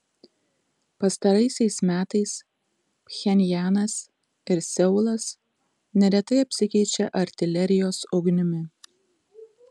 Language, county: Lithuanian, Tauragė